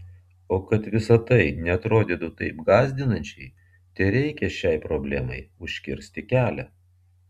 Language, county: Lithuanian, Vilnius